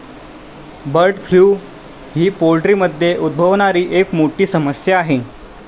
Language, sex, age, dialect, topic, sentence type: Marathi, male, 18-24, Standard Marathi, agriculture, statement